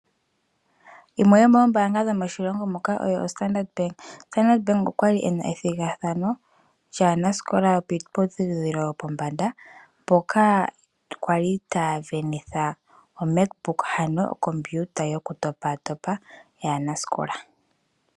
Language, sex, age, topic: Oshiwambo, female, 18-24, finance